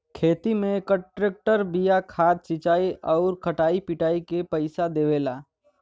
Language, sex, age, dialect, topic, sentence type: Bhojpuri, male, 18-24, Western, agriculture, statement